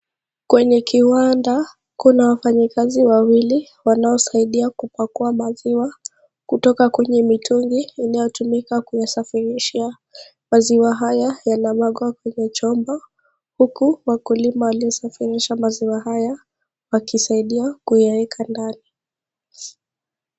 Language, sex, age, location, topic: Swahili, female, 25-35, Kisii, agriculture